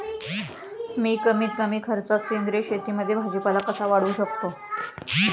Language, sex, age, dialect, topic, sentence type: Marathi, female, 31-35, Standard Marathi, agriculture, question